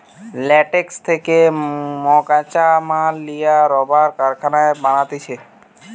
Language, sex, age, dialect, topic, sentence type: Bengali, male, 18-24, Western, agriculture, statement